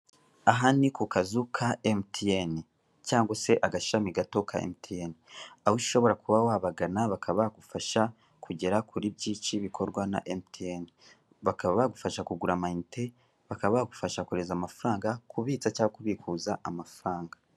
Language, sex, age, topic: Kinyarwanda, male, 18-24, finance